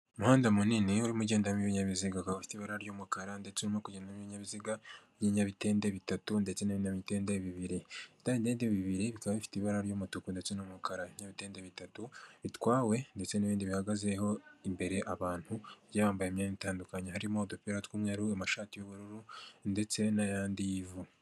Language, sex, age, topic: Kinyarwanda, male, 18-24, government